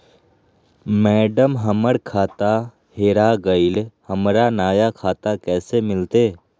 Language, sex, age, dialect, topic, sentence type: Magahi, male, 18-24, Southern, banking, question